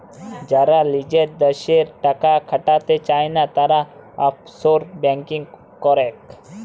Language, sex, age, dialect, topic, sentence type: Bengali, male, 18-24, Jharkhandi, banking, statement